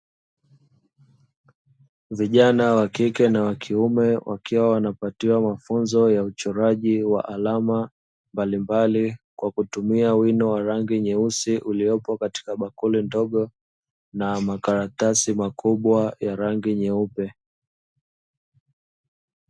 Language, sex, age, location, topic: Swahili, male, 25-35, Dar es Salaam, education